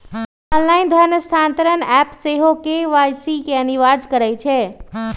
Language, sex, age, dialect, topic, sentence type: Magahi, male, 25-30, Western, banking, statement